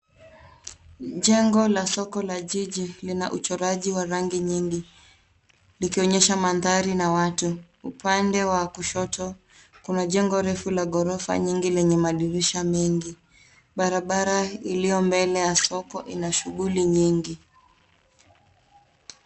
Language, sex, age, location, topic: Swahili, female, 18-24, Nairobi, finance